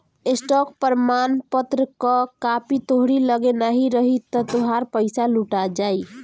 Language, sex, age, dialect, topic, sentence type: Bhojpuri, male, 18-24, Northern, banking, statement